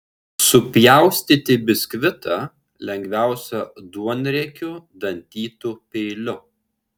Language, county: Lithuanian, Šiauliai